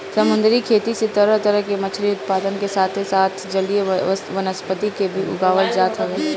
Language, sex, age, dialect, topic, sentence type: Bhojpuri, female, 18-24, Northern, agriculture, statement